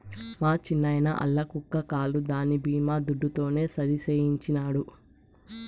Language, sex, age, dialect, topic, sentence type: Telugu, female, 18-24, Southern, banking, statement